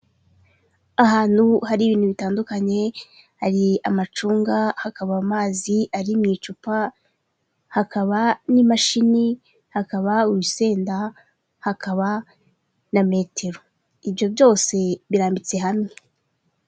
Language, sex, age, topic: Kinyarwanda, female, 25-35, health